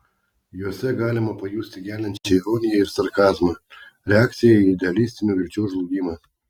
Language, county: Lithuanian, Klaipėda